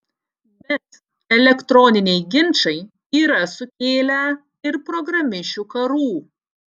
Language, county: Lithuanian, Utena